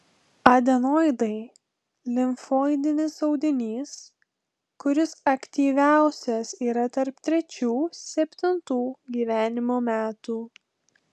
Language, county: Lithuanian, Telšiai